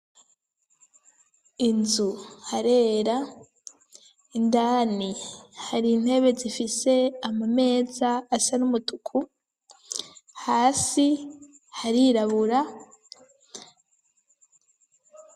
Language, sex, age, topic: Rundi, female, 25-35, education